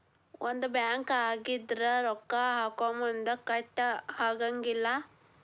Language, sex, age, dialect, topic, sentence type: Kannada, female, 18-24, Dharwad Kannada, banking, statement